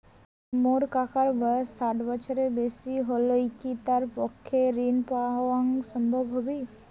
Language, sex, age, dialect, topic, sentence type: Bengali, female, 18-24, Rajbangshi, banking, statement